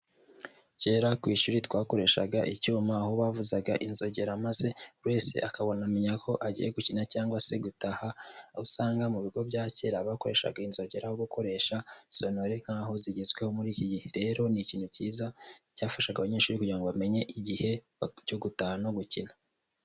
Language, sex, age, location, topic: Kinyarwanda, male, 18-24, Huye, education